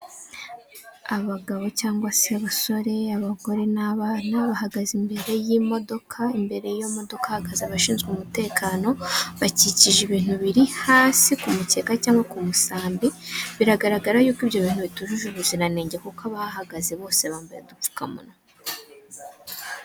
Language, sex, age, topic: Kinyarwanda, female, 18-24, government